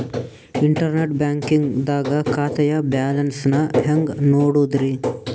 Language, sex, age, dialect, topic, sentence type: Kannada, male, 18-24, Northeastern, banking, question